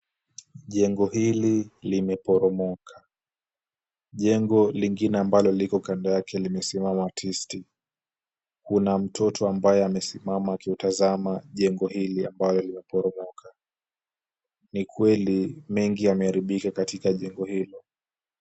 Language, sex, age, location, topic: Swahili, male, 18-24, Kisumu, health